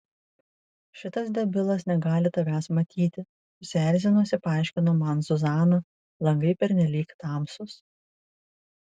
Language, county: Lithuanian, Vilnius